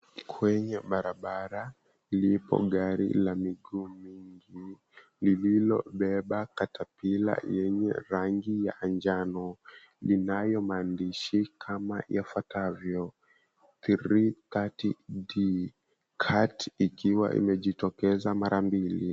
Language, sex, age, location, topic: Swahili, female, 25-35, Mombasa, government